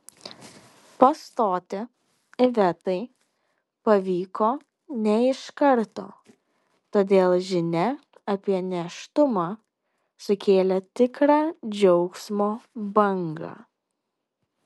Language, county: Lithuanian, Kaunas